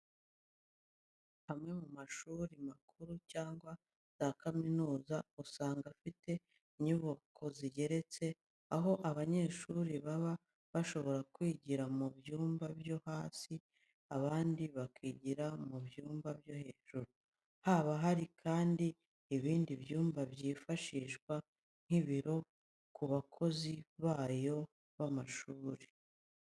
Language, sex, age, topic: Kinyarwanda, female, 18-24, education